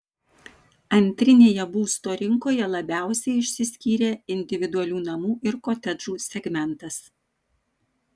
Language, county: Lithuanian, Vilnius